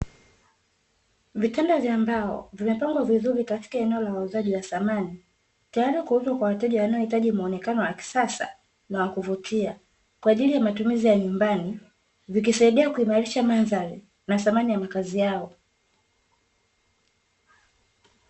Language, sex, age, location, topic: Swahili, female, 36-49, Dar es Salaam, finance